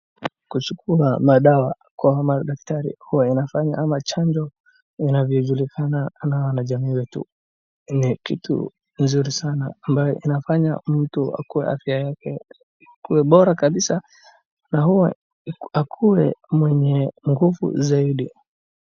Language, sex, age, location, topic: Swahili, male, 18-24, Wajir, health